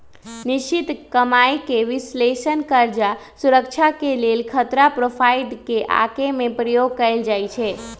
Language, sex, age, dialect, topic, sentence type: Magahi, female, 31-35, Western, banking, statement